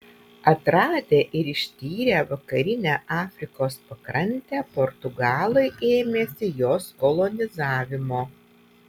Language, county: Lithuanian, Utena